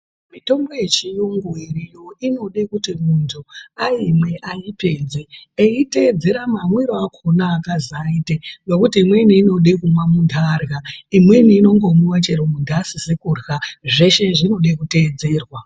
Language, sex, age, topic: Ndau, female, 36-49, health